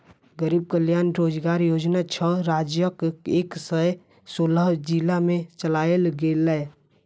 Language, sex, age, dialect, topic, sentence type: Maithili, male, 25-30, Eastern / Thethi, banking, statement